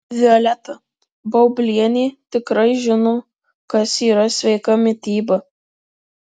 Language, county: Lithuanian, Marijampolė